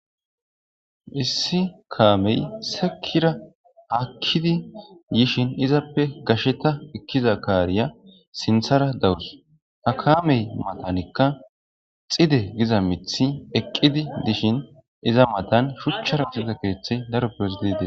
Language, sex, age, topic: Gamo, male, 25-35, government